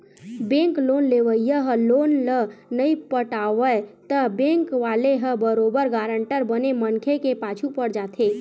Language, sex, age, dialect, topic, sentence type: Chhattisgarhi, male, 25-30, Western/Budati/Khatahi, banking, statement